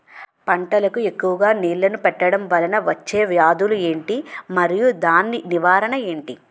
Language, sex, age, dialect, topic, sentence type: Telugu, female, 18-24, Utterandhra, agriculture, question